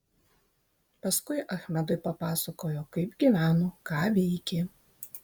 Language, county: Lithuanian, Vilnius